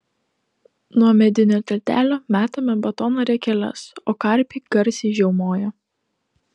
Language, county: Lithuanian, Telšiai